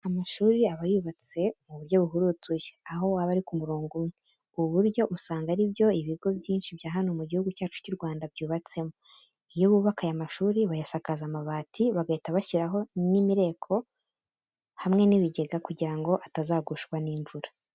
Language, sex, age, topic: Kinyarwanda, female, 18-24, education